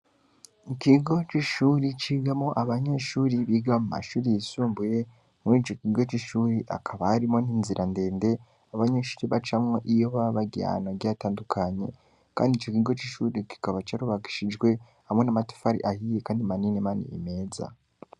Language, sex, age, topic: Rundi, male, 18-24, education